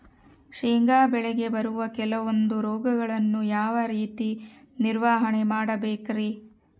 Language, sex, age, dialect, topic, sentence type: Kannada, female, 31-35, Central, agriculture, question